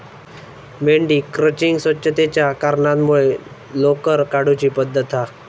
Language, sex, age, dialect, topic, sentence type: Marathi, male, 18-24, Southern Konkan, agriculture, statement